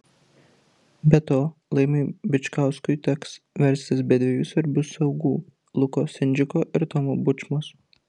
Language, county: Lithuanian, Klaipėda